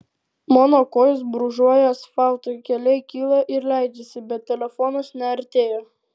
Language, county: Lithuanian, Alytus